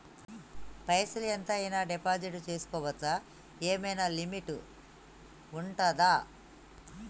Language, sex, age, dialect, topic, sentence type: Telugu, female, 31-35, Telangana, banking, question